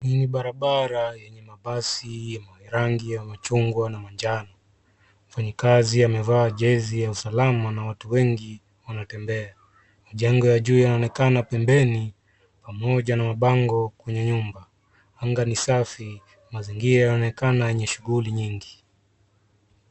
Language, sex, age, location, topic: Swahili, male, 25-35, Nairobi, government